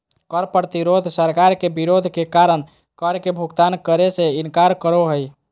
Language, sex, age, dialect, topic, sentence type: Magahi, female, 18-24, Southern, banking, statement